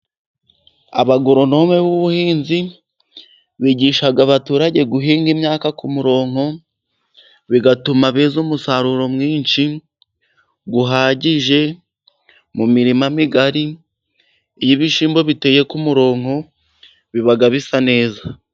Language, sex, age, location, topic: Kinyarwanda, male, 18-24, Musanze, agriculture